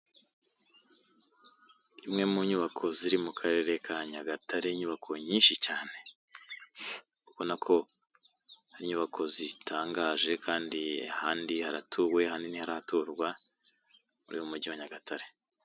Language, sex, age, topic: Kinyarwanda, male, 25-35, education